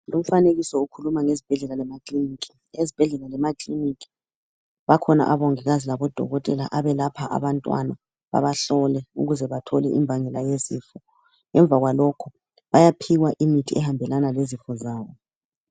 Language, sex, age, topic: North Ndebele, male, 36-49, health